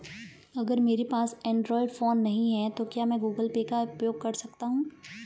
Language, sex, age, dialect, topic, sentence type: Hindi, female, 25-30, Marwari Dhudhari, banking, question